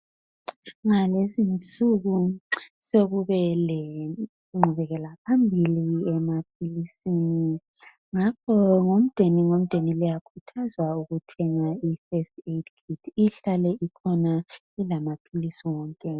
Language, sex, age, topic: North Ndebele, female, 25-35, health